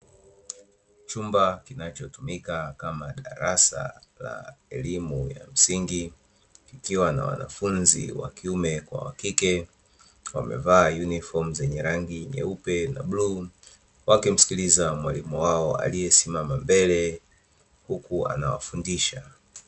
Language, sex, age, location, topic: Swahili, male, 25-35, Dar es Salaam, education